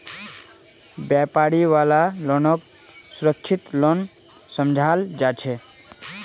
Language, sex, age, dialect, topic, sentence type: Magahi, male, 18-24, Northeastern/Surjapuri, banking, statement